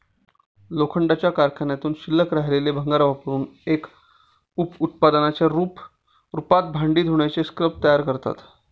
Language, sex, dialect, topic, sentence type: Marathi, male, Standard Marathi, agriculture, statement